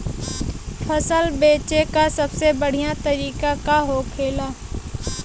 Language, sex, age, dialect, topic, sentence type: Bhojpuri, female, 18-24, Western, agriculture, question